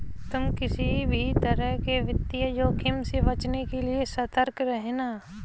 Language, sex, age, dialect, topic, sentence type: Hindi, female, 18-24, Kanauji Braj Bhasha, banking, statement